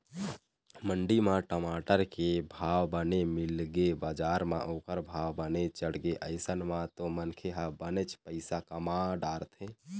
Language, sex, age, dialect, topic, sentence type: Chhattisgarhi, male, 18-24, Eastern, banking, statement